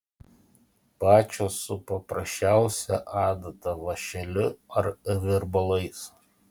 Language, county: Lithuanian, Utena